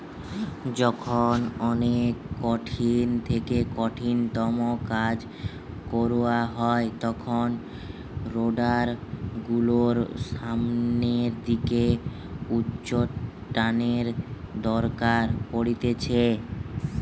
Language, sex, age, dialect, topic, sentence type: Bengali, male, 18-24, Western, agriculture, statement